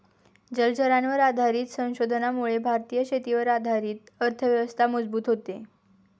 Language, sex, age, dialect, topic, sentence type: Marathi, female, 18-24, Standard Marathi, agriculture, statement